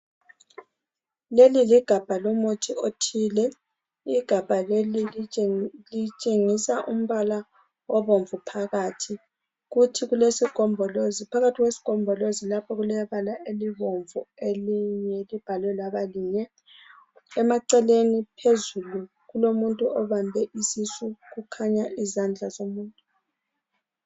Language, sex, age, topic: North Ndebele, female, 36-49, health